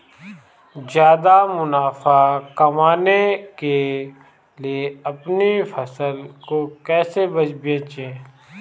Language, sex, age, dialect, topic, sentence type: Hindi, male, 25-30, Kanauji Braj Bhasha, agriculture, question